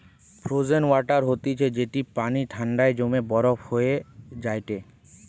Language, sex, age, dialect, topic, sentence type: Bengali, male, 18-24, Western, agriculture, statement